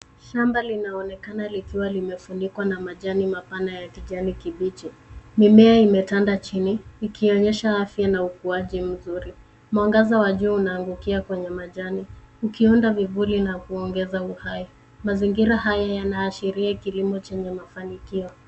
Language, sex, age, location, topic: Swahili, female, 25-35, Nairobi, health